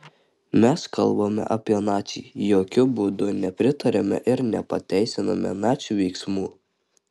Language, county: Lithuanian, Kaunas